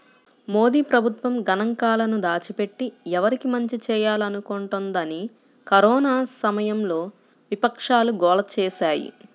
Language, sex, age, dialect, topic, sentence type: Telugu, female, 25-30, Central/Coastal, banking, statement